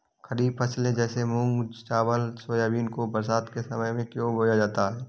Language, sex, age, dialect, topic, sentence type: Hindi, male, 31-35, Awadhi Bundeli, agriculture, question